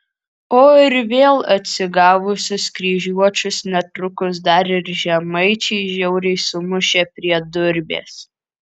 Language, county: Lithuanian, Kaunas